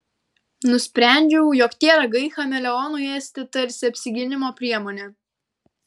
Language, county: Lithuanian, Kaunas